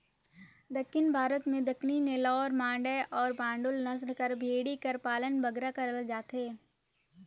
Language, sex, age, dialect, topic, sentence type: Chhattisgarhi, female, 18-24, Northern/Bhandar, agriculture, statement